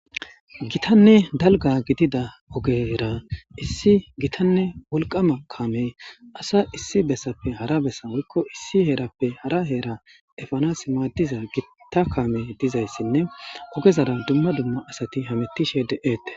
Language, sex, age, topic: Gamo, male, 25-35, government